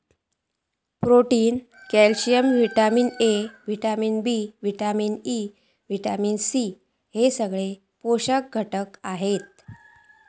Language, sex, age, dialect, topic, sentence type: Marathi, female, 41-45, Southern Konkan, agriculture, statement